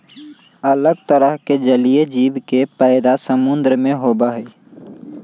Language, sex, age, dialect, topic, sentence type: Magahi, male, 18-24, Western, agriculture, statement